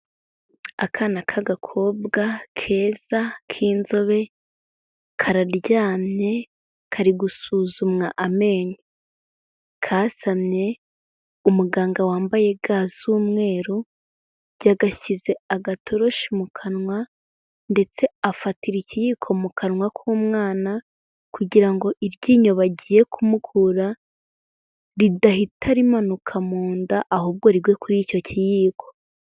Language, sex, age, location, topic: Kinyarwanda, female, 18-24, Kigali, health